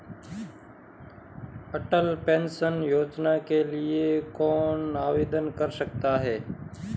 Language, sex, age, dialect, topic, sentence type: Hindi, male, 25-30, Marwari Dhudhari, banking, question